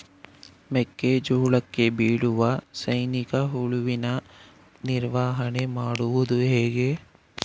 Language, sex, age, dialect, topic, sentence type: Kannada, male, 18-24, Mysore Kannada, agriculture, question